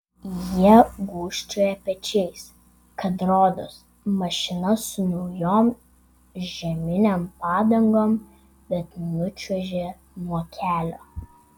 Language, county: Lithuanian, Vilnius